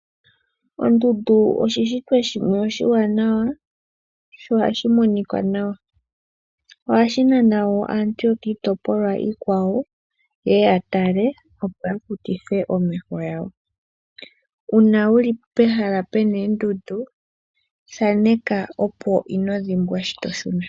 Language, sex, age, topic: Oshiwambo, female, 18-24, agriculture